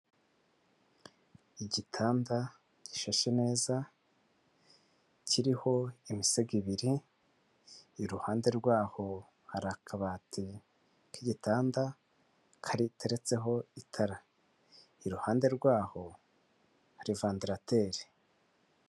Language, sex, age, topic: Kinyarwanda, male, 25-35, finance